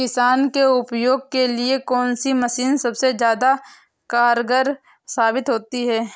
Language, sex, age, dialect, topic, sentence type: Hindi, male, 25-30, Kanauji Braj Bhasha, agriculture, question